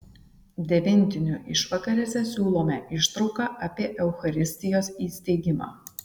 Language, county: Lithuanian, Šiauliai